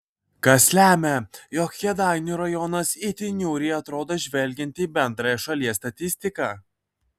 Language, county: Lithuanian, Kaunas